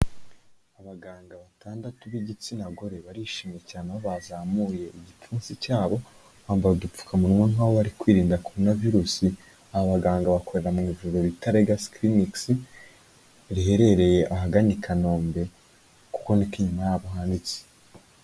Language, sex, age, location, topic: Kinyarwanda, male, 25-35, Kigali, health